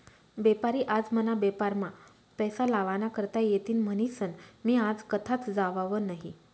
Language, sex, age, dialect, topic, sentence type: Marathi, female, 36-40, Northern Konkan, banking, statement